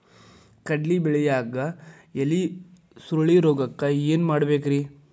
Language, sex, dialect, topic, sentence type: Kannada, male, Dharwad Kannada, agriculture, question